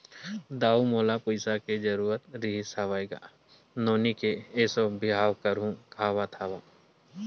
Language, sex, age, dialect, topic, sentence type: Chhattisgarhi, male, 18-24, Western/Budati/Khatahi, banking, statement